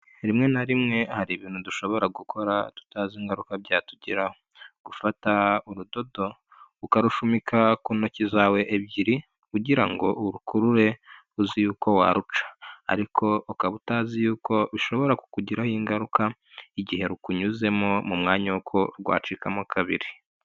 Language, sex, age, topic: Kinyarwanda, male, 25-35, health